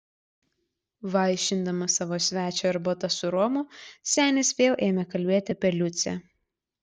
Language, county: Lithuanian, Klaipėda